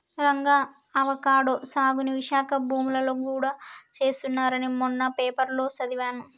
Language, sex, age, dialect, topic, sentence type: Telugu, male, 18-24, Telangana, agriculture, statement